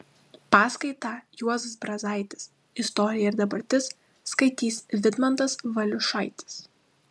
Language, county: Lithuanian, Klaipėda